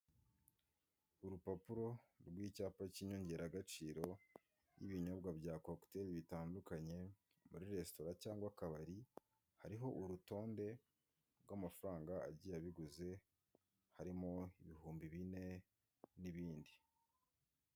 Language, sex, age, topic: Kinyarwanda, male, 18-24, finance